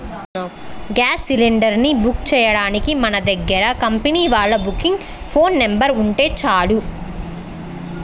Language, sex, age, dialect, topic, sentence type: Telugu, female, 18-24, Central/Coastal, banking, statement